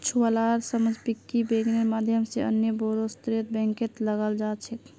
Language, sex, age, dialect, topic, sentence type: Magahi, female, 60-100, Northeastern/Surjapuri, banking, statement